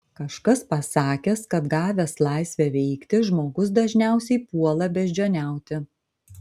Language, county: Lithuanian, Vilnius